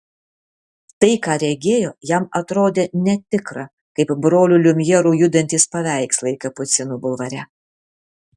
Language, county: Lithuanian, Vilnius